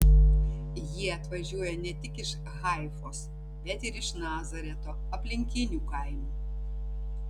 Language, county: Lithuanian, Tauragė